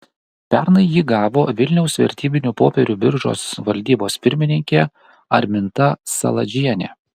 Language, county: Lithuanian, Kaunas